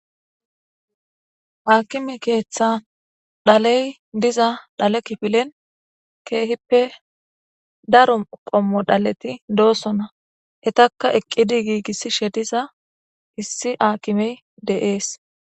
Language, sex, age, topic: Gamo, female, 25-35, government